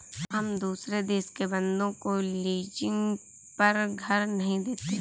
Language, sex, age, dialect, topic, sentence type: Hindi, female, 18-24, Kanauji Braj Bhasha, banking, statement